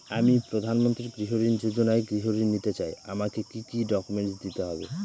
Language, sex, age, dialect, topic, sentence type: Bengali, male, 18-24, Northern/Varendri, banking, question